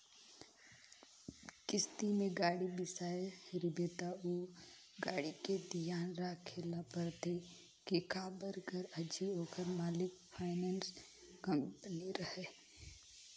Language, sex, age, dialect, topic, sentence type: Chhattisgarhi, female, 18-24, Northern/Bhandar, banking, statement